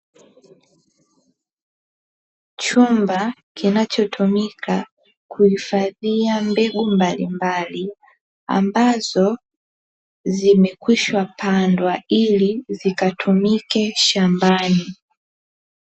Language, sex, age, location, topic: Swahili, female, 18-24, Dar es Salaam, agriculture